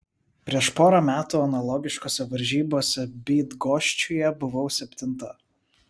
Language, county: Lithuanian, Vilnius